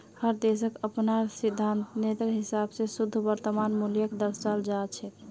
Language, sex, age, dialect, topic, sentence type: Magahi, female, 60-100, Northeastern/Surjapuri, banking, statement